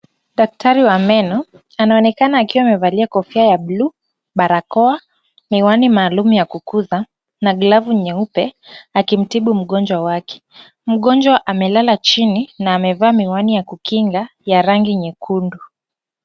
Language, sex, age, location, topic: Swahili, female, 25-35, Kisumu, health